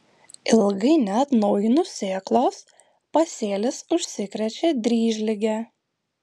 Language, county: Lithuanian, Vilnius